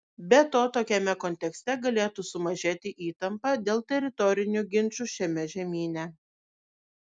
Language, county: Lithuanian, Šiauliai